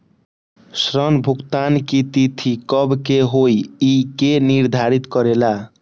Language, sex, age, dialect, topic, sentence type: Magahi, male, 18-24, Western, banking, question